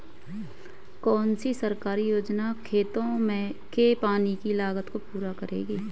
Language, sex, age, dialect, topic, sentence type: Hindi, female, 25-30, Hindustani Malvi Khadi Boli, agriculture, question